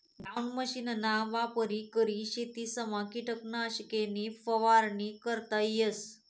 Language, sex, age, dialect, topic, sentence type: Marathi, female, 25-30, Northern Konkan, agriculture, statement